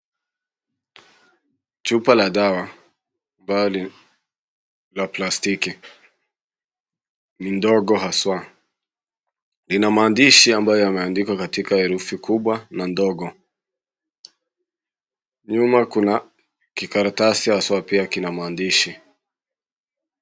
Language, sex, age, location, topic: Swahili, male, 18-24, Kisumu, health